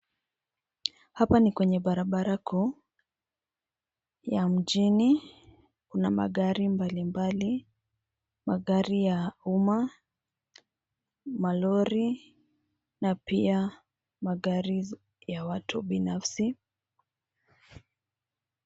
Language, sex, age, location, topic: Swahili, female, 25-35, Nairobi, government